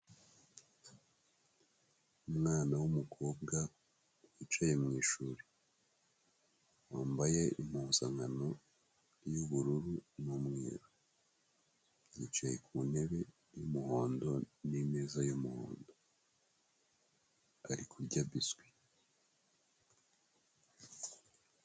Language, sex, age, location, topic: Kinyarwanda, male, 25-35, Kigali, health